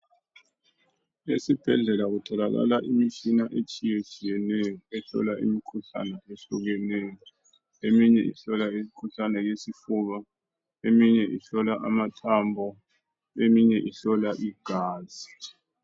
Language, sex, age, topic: North Ndebele, male, 36-49, health